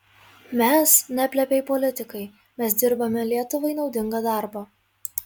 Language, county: Lithuanian, Marijampolė